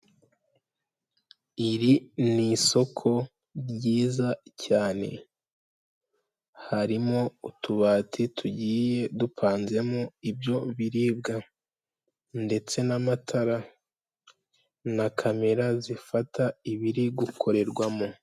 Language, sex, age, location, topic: Kinyarwanda, female, 18-24, Kigali, finance